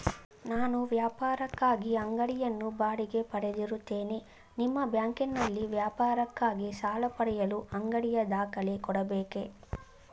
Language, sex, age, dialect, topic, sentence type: Kannada, female, 25-30, Mysore Kannada, banking, question